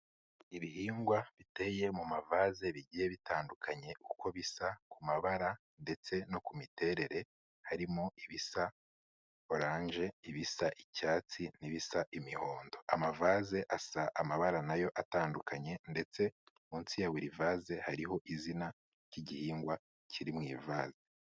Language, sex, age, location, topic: Kinyarwanda, male, 25-35, Kigali, health